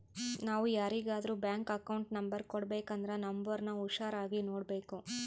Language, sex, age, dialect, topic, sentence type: Kannada, female, 31-35, Central, banking, statement